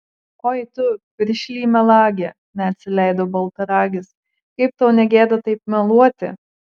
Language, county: Lithuanian, Marijampolė